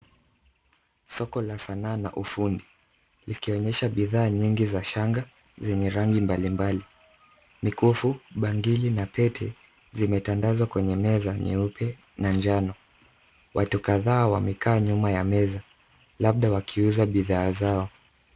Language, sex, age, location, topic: Swahili, male, 50+, Nairobi, finance